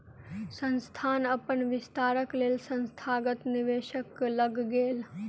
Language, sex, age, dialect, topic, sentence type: Maithili, female, 18-24, Southern/Standard, banking, statement